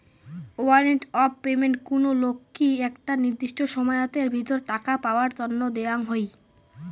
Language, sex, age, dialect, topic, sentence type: Bengali, male, 18-24, Rajbangshi, banking, statement